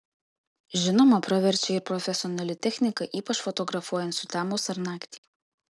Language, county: Lithuanian, Kaunas